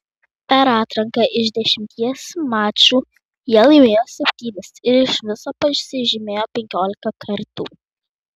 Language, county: Lithuanian, Klaipėda